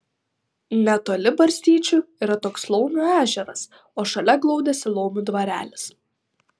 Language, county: Lithuanian, Vilnius